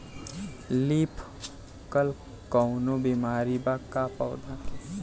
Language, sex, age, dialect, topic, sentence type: Bhojpuri, male, 18-24, Southern / Standard, agriculture, question